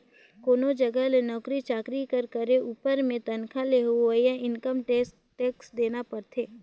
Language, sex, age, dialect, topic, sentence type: Chhattisgarhi, female, 18-24, Northern/Bhandar, banking, statement